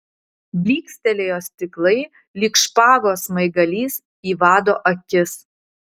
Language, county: Lithuanian, Utena